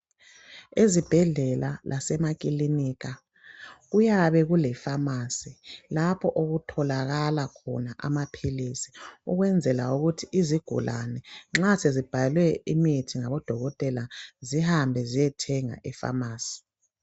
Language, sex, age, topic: North Ndebele, male, 25-35, health